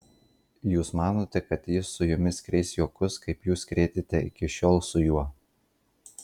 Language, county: Lithuanian, Marijampolė